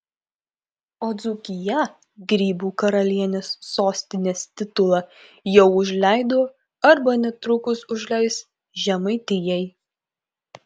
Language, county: Lithuanian, Kaunas